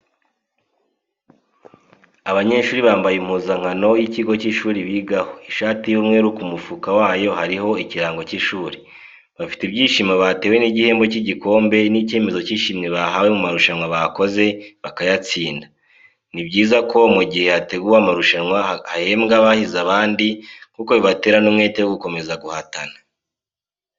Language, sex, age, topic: Kinyarwanda, male, 18-24, education